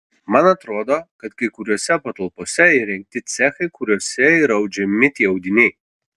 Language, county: Lithuanian, Kaunas